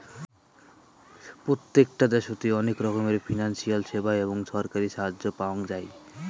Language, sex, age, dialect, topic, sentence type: Bengali, male, 60-100, Rajbangshi, banking, statement